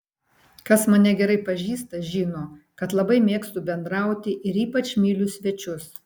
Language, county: Lithuanian, Vilnius